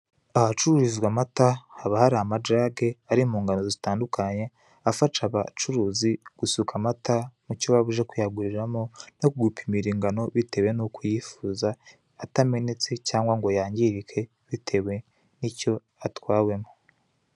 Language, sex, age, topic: Kinyarwanda, male, 18-24, finance